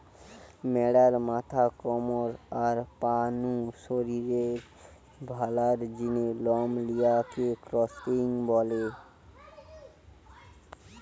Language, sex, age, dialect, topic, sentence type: Bengali, male, <18, Western, agriculture, statement